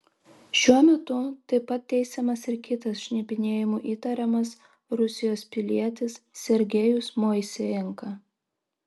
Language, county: Lithuanian, Vilnius